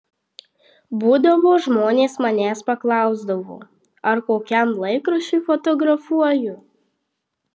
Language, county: Lithuanian, Marijampolė